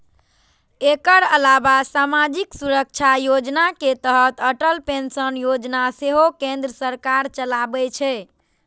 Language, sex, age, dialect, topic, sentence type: Maithili, female, 18-24, Eastern / Thethi, banking, statement